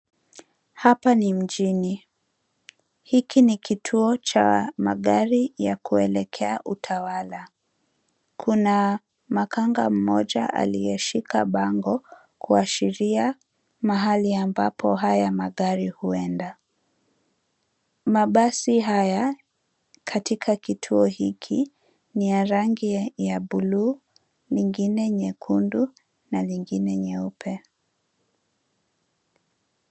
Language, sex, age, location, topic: Swahili, female, 25-35, Nairobi, government